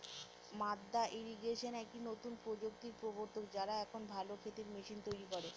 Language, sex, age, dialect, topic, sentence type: Bengali, female, 18-24, Northern/Varendri, agriculture, statement